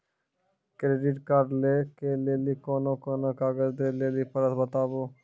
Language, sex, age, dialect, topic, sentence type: Maithili, male, 46-50, Angika, banking, question